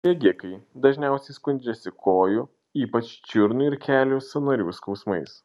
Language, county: Lithuanian, Šiauliai